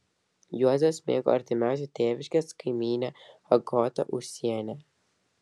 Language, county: Lithuanian, Vilnius